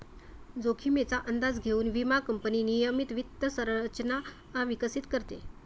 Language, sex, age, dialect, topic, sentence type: Marathi, female, 36-40, Varhadi, banking, statement